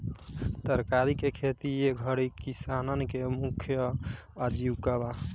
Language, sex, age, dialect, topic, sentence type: Bhojpuri, male, 18-24, Southern / Standard, agriculture, statement